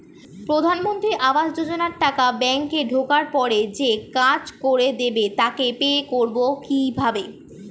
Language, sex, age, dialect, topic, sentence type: Bengali, female, 36-40, Standard Colloquial, banking, question